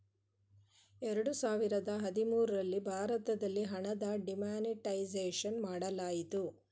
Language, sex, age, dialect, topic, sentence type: Kannada, female, 41-45, Mysore Kannada, banking, statement